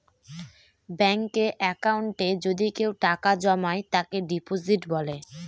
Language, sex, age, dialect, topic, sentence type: Bengali, female, <18, Northern/Varendri, banking, statement